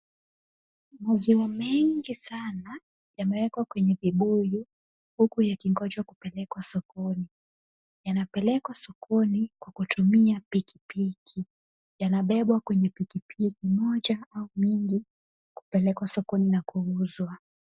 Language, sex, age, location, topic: Swahili, female, 18-24, Kisumu, agriculture